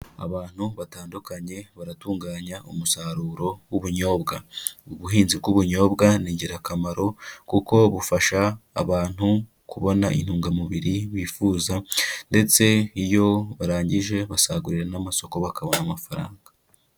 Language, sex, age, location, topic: Kinyarwanda, female, 25-35, Kigali, agriculture